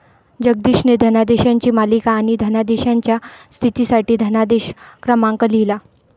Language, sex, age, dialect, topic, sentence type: Marathi, female, 25-30, Varhadi, banking, statement